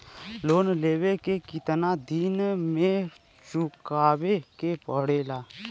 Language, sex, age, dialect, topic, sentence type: Bhojpuri, male, 18-24, Western, banking, question